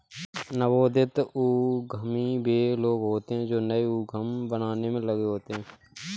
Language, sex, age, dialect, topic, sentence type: Hindi, male, 18-24, Kanauji Braj Bhasha, banking, statement